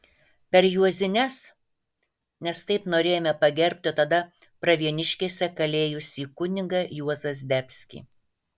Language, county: Lithuanian, Vilnius